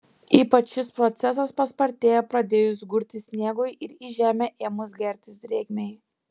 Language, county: Lithuanian, Klaipėda